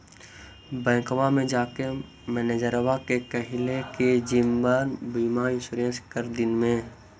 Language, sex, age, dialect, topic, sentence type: Magahi, male, 60-100, Central/Standard, banking, question